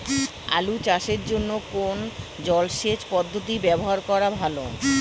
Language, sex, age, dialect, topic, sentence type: Bengali, male, 41-45, Standard Colloquial, agriculture, question